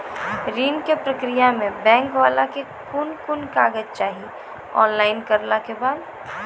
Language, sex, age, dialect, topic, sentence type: Maithili, female, 18-24, Angika, banking, question